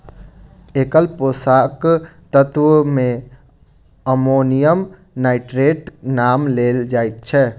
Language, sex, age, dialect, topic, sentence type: Maithili, male, 18-24, Southern/Standard, agriculture, statement